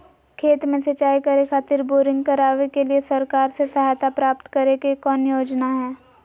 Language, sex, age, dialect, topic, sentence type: Magahi, female, 18-24, Southern, agriculture, question